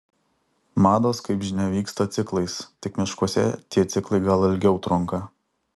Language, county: Lithuanian, Alytus